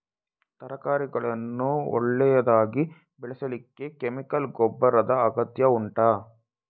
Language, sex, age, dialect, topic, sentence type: Kannada, male, 18-24, Coastal/Dakshin, agriculture, question